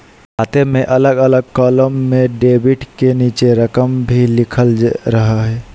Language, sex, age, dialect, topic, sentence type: Magahi, male, 18-24, Southern, banking, statement